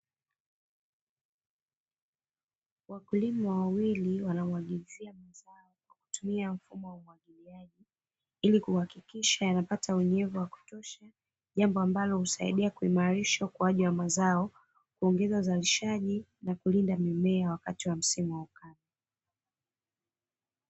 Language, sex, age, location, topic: Swahili, female, 25-35, Dar es Salaam, agriculture